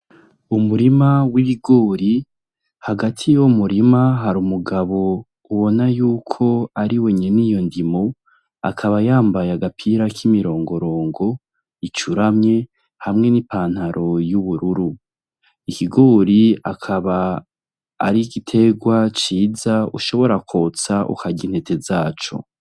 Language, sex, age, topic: Rundi, male, 25-35, agriculture